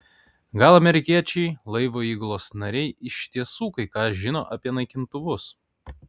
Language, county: Lithuanian, Kaunas